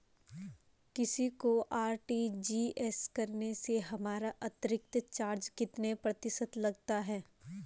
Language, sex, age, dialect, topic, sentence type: Hindi, female, 18-24, Garhwali, banking, question